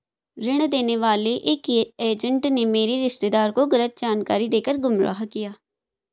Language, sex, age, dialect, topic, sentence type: Hindi, female, 18-24, Hindustani Malvi Khadi Boli, banking, statement